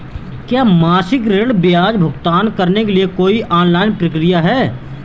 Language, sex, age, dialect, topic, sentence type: Hindi, male, 18-24, Marwari Dhudhari, banking, question